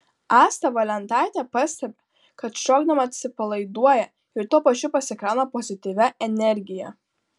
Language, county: Lithuanian, Klaipėda